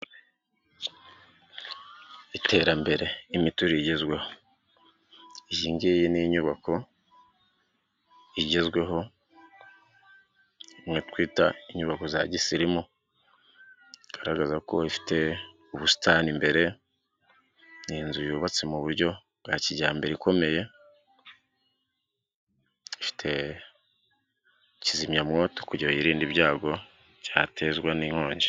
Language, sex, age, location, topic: Kinyarwanda, male, 36-49, Nyagatare, finance